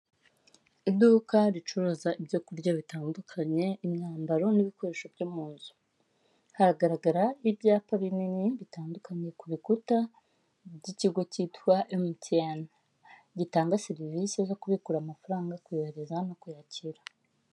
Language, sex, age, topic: Kinyarwanda, female, 18-24, finance